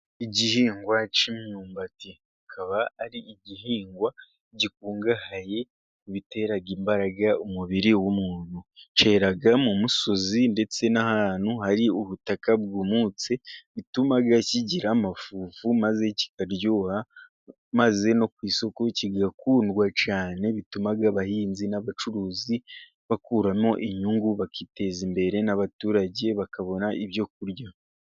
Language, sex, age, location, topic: Kinyarwanda, male, 18-24, Musanze, agriculture